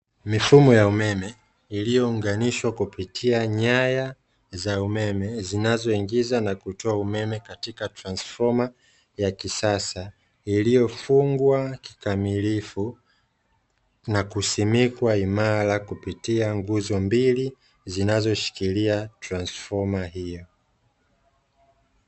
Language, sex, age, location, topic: Swahili, male, 25-35, Dar es Salaam, government